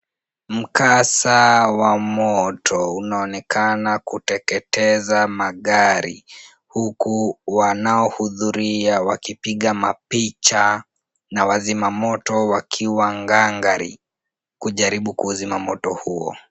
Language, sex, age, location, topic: Swahili, female, 18-24, Kisumu, health